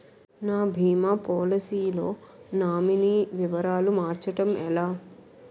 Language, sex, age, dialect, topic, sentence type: Telugu, female, 18-24, Utterandhra, banking, question